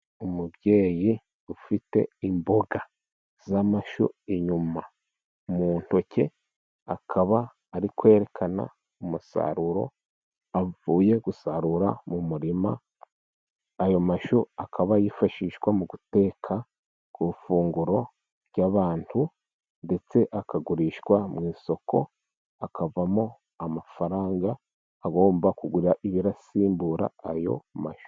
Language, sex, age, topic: Kinyarwanda, male, 36-49, agriculture